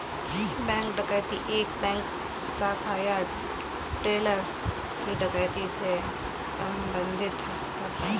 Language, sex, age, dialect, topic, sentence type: Hindi, female, 31-35, Kanauji Braj Bhasha, banking, statement